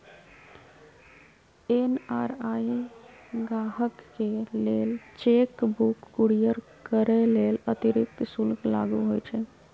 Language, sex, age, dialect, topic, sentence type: Magahi, female, 31-35, Western, banking, statement